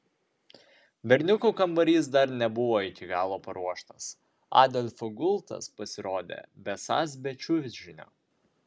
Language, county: Lithuanian, Vilnius